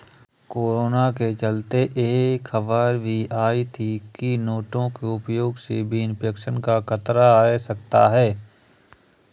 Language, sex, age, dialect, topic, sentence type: Hindi, male, 25-30, Awadhi Bundeli, banking, statement